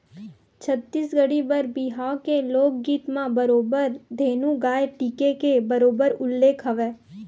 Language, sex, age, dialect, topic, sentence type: Chhattisgarhi, female, 18-24, Western/Budati/Khatahi, banking, statement